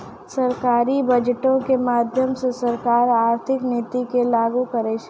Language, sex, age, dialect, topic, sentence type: Maithili, female, 18-24, Angika, banking, statement